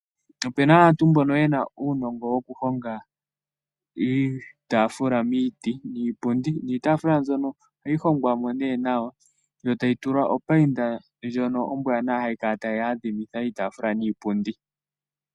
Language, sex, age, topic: Oshiwambo, male, 18-24, finance